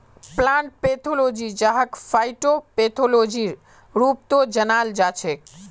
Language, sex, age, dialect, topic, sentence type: Magahi, male, 18-24, Northeastern/Surjapuri, agriculture, statement